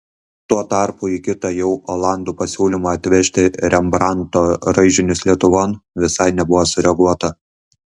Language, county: Lithuanian, Kaunas